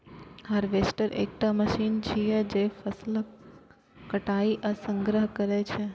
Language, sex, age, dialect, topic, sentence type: Maithili, female, 18-24, Eastern / Thethi, agriculture, statement